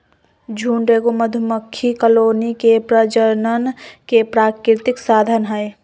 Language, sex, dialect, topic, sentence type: Magahi, female, Southern, agriculture, statement